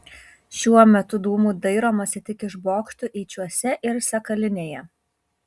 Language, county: Lithuanian, Kaunas